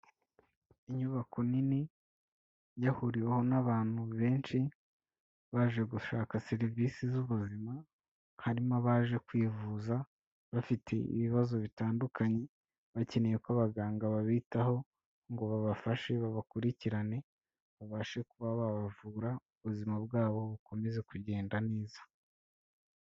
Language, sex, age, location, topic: Kinyarwanda, male, 18-24, Kigali, health